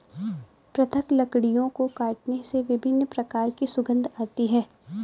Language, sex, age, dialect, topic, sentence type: Hindi, female, 18-24, Awadhi Bundeli, agriculture, statement